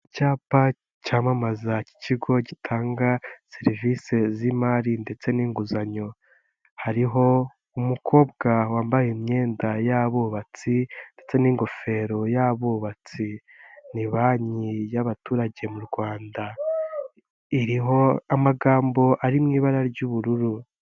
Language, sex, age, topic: Kinyarwanda, female, 18-24, finance